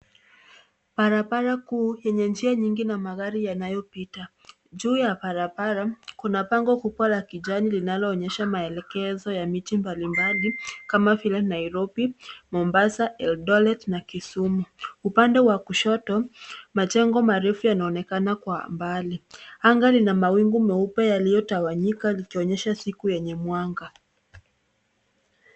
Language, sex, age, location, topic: Swahili, female, 18-24, Nairobi, government